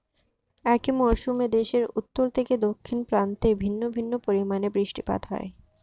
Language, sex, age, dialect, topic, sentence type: Bengali, female, 18-24, Standard Colloquial, agriculture, statement